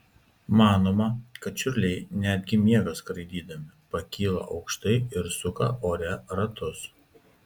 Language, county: Lithuanian, Kaunas